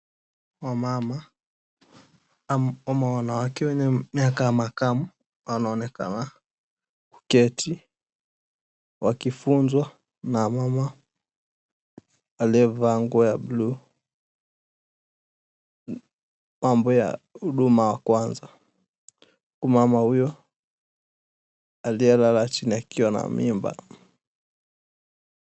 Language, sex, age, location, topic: Swahili, male, 18-24, Mombasa, health